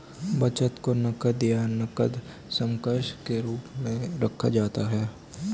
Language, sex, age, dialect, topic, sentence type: Hindi, male, 18-24, Hindustani Malvi Khadi Boli, banking, statement